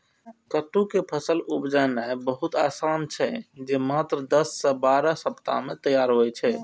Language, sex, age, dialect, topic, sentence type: Maithili, male, 25-30, Eastern / Thethi, agriculture, statement